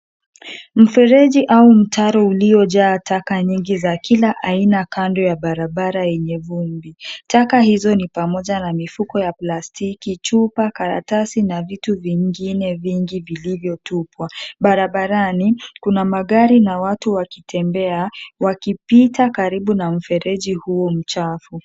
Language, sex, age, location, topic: Swahili, female, 50+, Kisumu, government